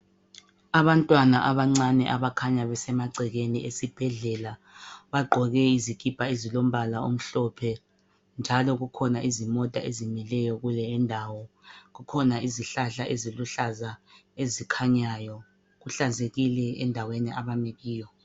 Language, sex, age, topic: North Ndebele, female, 25-35, health